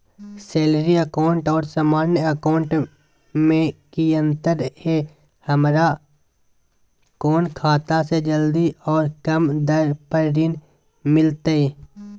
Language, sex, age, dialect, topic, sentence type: Magahi, male, 18-24, Southern, banking, question